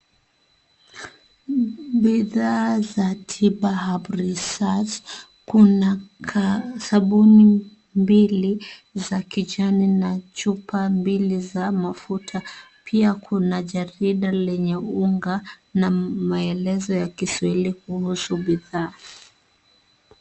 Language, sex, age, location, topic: Swahili, female, 36-49, Kisii, health